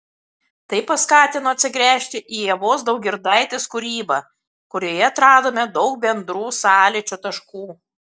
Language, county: Lithuanian, Kaunas